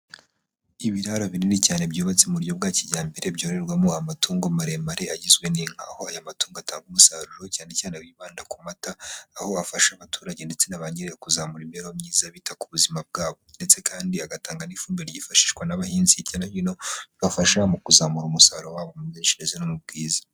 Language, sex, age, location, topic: Kinyarwanda, male, 25-35, Huye, agriculture